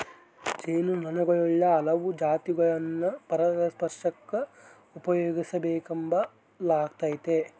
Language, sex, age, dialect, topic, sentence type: Kannada, male, 18-24, Central, agriculture, statement